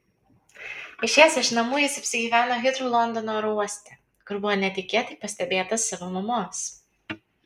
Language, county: Lithuanian, Kaunas